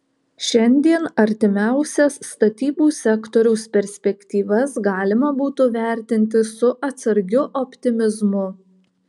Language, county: Lithuanian, Alytus